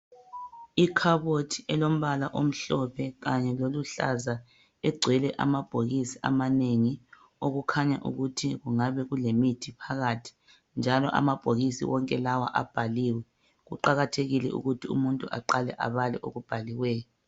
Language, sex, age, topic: North Ndebele, female, 25-35, health